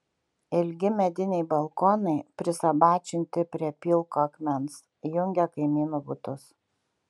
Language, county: Lithuanian, Kaunas